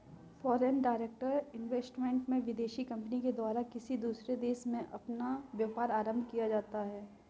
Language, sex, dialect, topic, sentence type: Hindi, female, Kanauji Braj Bhasha, banking, statement